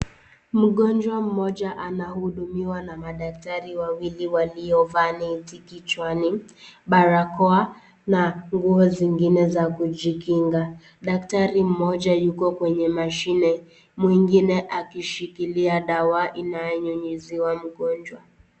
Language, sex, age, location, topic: Swahili, female, 18-24, Nakuru, health